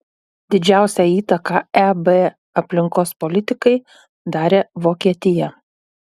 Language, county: Lithuanian, Utena